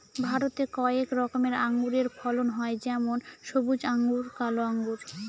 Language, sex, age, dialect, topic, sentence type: Bengali, female, 18-24, Northern/Varendri, agriculture, statement